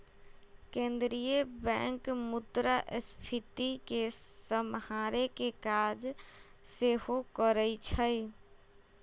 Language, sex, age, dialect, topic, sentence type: Magahi, female, 18-24, Western, banking, statement